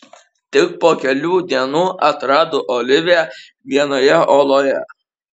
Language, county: Lithuanian, Kaunas